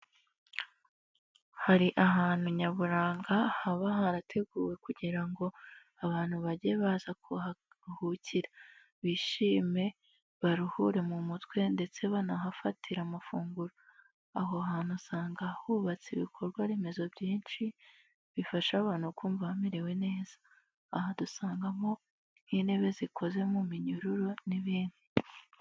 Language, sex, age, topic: Kinyarwanda, female, 18-24, education